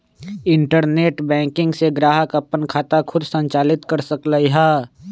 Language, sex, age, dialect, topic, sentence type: Magahi, male, 25-30, Western, banking, statement